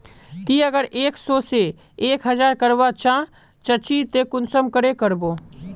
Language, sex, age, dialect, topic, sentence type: Magahi, male, 18-24, Northeastern/Surjapuri, banking, question